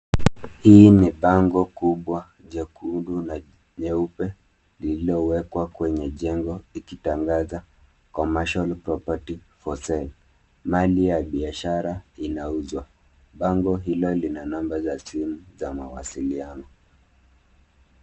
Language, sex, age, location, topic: Swahili, male, 25-35, Nairobi, finance